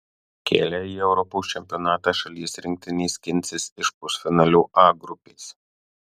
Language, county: Lithuanian, Marijampolė